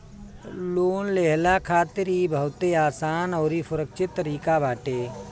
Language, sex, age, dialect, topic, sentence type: Bhojpuri, male, 36-40, Northern, banking, statement